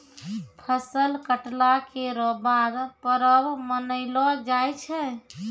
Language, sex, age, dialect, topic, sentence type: Maithili, female, 25-30, Angika, agriculture, statement